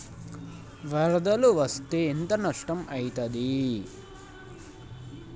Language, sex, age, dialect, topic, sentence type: Telugu, male, 18-24, Telangana, agriculture, question